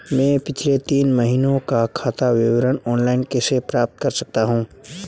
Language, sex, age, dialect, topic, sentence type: Hindi, male, 18-24, Marwari Dhudhari, banking, question